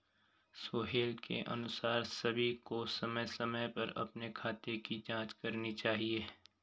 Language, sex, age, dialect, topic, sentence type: Hindi, male, 25-30, Garhwali, banking, statement